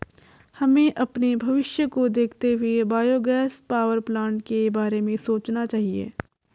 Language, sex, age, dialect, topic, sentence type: Hindi, female, 46-50, Garhwali, agriculture, statement